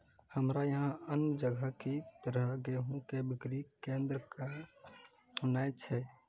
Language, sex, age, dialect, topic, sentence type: Maithili, male, 18-24, Angika, agriculture, question